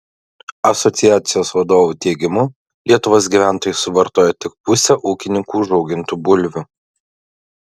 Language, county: Lithuanian, Klaipėda